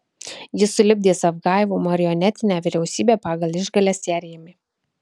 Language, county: Lithuanian, Kaunas